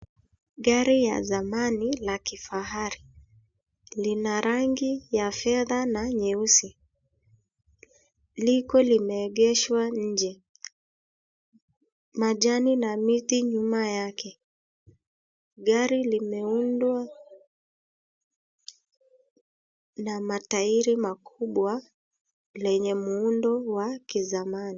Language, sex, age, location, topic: Swahili, male, 25-35, Kisii, finance